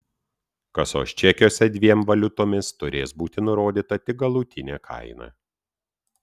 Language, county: Lithuanian, Utena